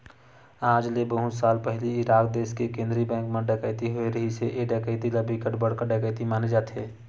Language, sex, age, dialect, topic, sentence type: Chhattisgarhi, male, 25-30, Western/Budati/Khatahi, banking, statement